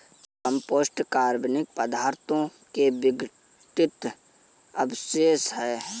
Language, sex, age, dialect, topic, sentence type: Hindi, male, 18-24, Marwari Dhudhari, agriculture, statement